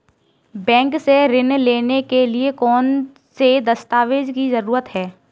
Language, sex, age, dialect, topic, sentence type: Hindi, female, 18-24, Kanauji Braj Bhasha, banking, question